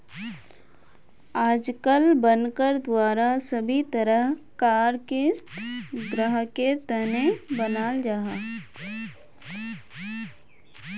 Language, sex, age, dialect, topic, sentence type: Magahi, female, 25-30, Northeastern/Surjapuri, banking, statement